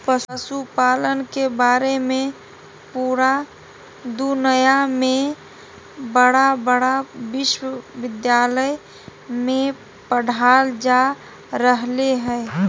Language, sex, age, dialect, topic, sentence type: Magahi, female, 31-35, Southern, agriculture, statement